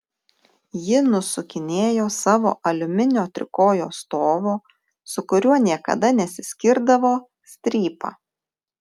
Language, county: Lithuanian, Tauragė